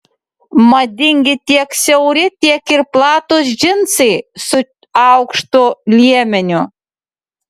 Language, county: Lithuanian, Utena